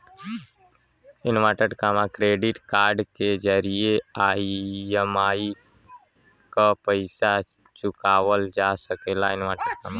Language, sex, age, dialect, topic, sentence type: Bhojpuri, male, <18, Western, banking, statement